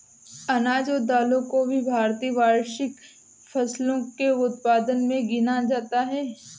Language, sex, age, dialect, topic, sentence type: Hindi, female, 18-24, Marwari Dhudhari, agriculture, statement